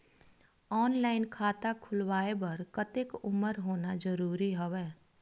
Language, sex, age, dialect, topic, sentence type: Chhattisgarhi, female, 36-40, Western/Budati/Khatahi, banking, question